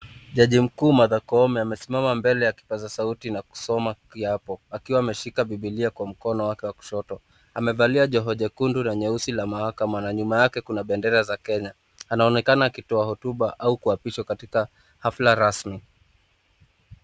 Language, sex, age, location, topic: Swahili, male, 25-35, Nakuru, government